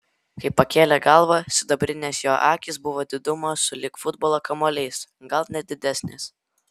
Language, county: Lithuanian, Vilnius